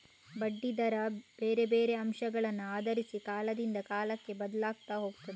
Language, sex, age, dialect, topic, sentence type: Kannada, female, 36-40, Coastal/Dakshin, banking, statement